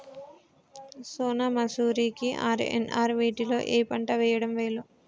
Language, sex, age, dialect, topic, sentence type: Telugu, female, 25-30, Telangana, agriculture, question